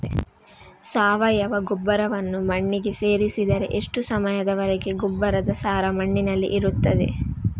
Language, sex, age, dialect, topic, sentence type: Kannada, female, 18-24, Coastal/Dakshin, agriculture, question